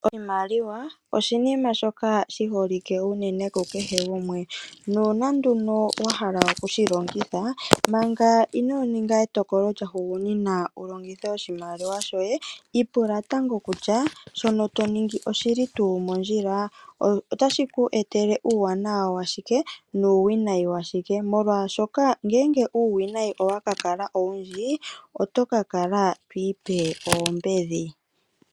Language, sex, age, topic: Oshiwambo, female, 36-49, finance